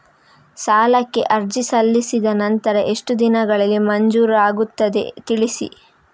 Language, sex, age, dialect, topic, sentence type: Kannada, female, 18-24, Coastal/Dakshin, banking, question